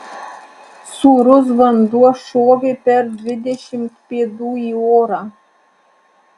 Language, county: Lithuanian, Alytus